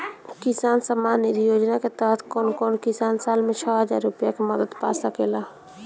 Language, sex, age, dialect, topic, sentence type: Bhojpuri, female, 18-24, Northern, agriculture, question